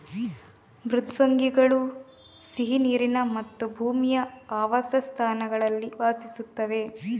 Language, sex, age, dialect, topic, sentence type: Kannada, female, 31-35, Coastal/Dakshin, agriculture, statement